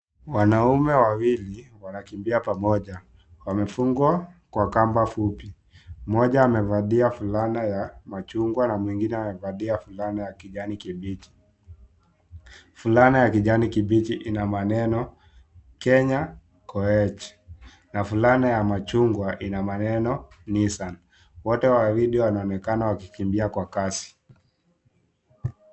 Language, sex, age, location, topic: Swahili, male, 18-24, Kisii, education